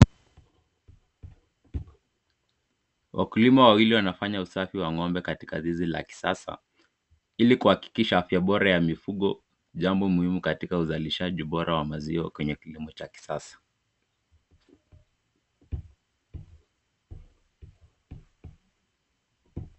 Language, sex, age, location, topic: Swahili, male, 18-24, Nakuru, agriculture